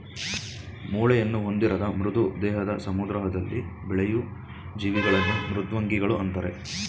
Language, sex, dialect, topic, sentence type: Kannada, male, Mysore Kannada, agriculture, statement